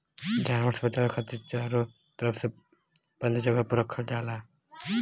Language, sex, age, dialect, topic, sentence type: Bhojpuri, male, 18-24, Western, agriculture, statement